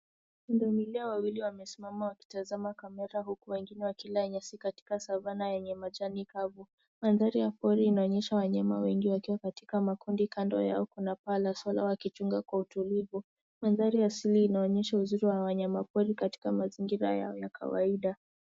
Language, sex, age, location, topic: Swahili, female, 18-24, Nairobi, government